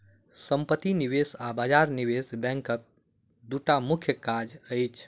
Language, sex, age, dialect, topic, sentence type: Maithili, male, 25-30, Southern/Standard, banking, statement